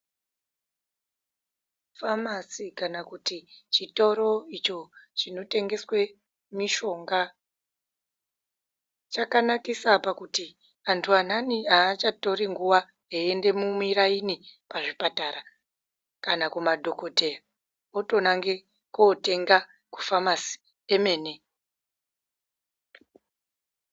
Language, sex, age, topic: Ndau, female, 18-24, health